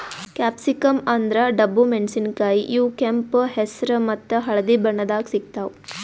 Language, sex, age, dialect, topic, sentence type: Kannada, female, 18-24, Northeastern, agriculture, statement